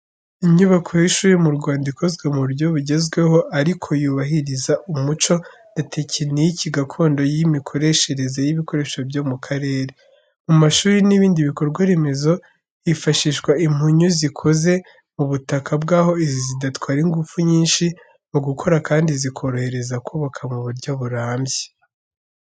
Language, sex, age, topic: Kinyarwanda, female, 36-49, education